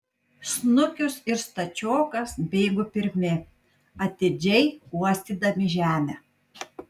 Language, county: Lithuanian, Kaunas